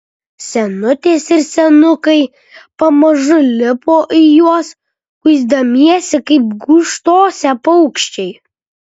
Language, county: Lithuanian, Kaunas